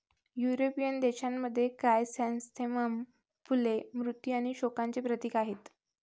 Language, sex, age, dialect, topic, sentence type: Marathi, male, 18-24, Varhadi, agriculture, statement